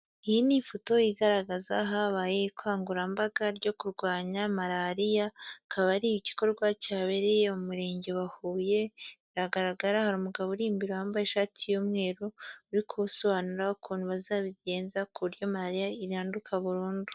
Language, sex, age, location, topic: Kinyarwanda, female, 18-24, Huye, health